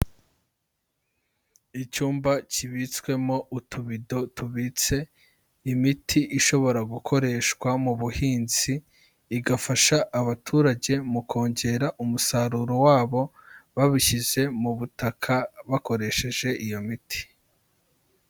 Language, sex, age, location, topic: Kinyarwanda, male, 25-35, Kigali, agriculture